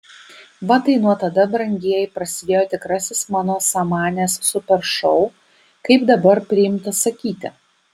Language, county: Lithuanian, Vilnius